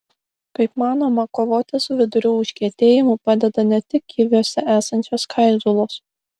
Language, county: Lithuanian, Kaunas